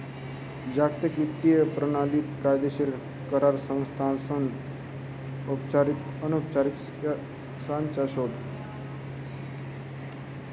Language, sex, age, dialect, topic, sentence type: Marathi, male, 25-30, Northern Konkan, banking, statement